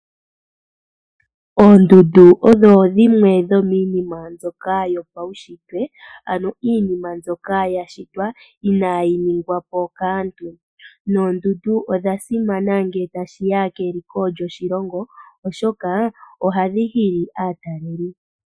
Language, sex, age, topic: Oshiwambo, female, 25-35, agriculture